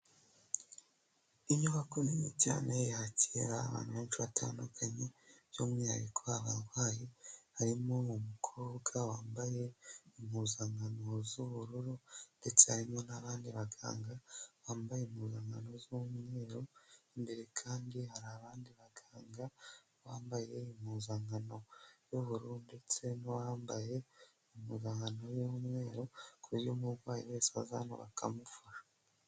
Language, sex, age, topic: Kinyarwanda, female, 18-24, health